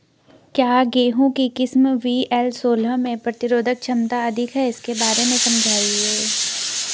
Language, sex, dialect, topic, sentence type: Hindi, female, Garhwali, agriculture, question